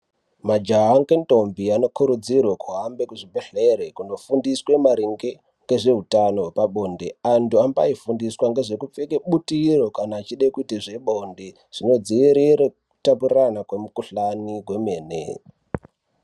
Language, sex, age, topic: Ndau, male, 18-24, health